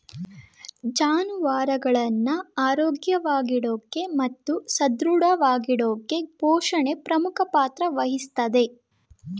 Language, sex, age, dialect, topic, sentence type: Kannada, female, 18-24, Mysore Kannada, agriculture, statement